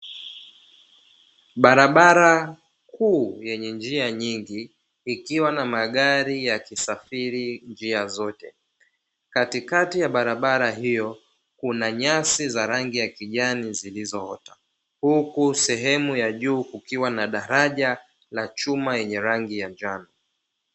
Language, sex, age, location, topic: Swahili, male, 25-35, Dar es Salaam, government